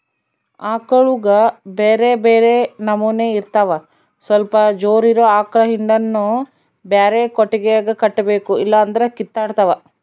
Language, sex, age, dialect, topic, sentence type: Kannada, female, 31-35, Central, agriculture, statement